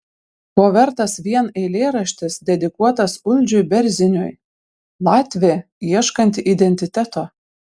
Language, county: Lithuanian, Panevėžys